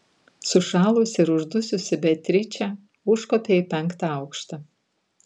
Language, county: Lithuanian, Vilnius